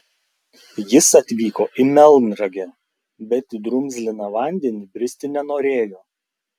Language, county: Lithuanian, Klaipėda